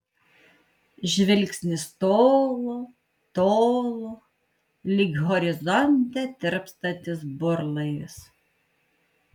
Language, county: Lithuanian, Kaunas